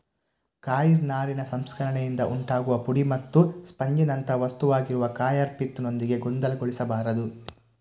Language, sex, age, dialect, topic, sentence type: Kannada, male, 18-24, Coastal/Dakshin, agriculture, statement